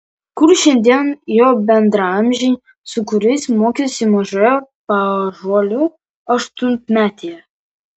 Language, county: Lithuanian, Vilnius